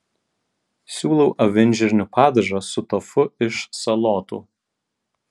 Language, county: Lithuanian, Vilnius